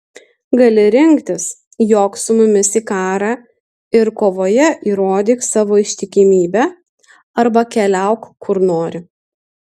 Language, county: Lithuanian, Utena